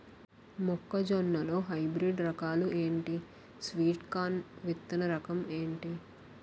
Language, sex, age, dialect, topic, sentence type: Telugu, female, 18-24, Utterandhra, agriculture, question